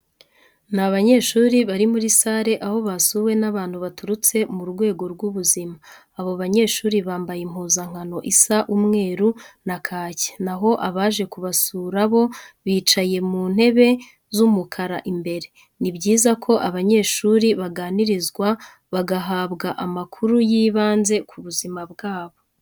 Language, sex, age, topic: Kinyarwanda, female, 25-35, education